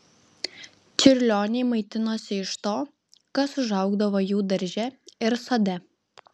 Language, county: Lithuanian, Vilnius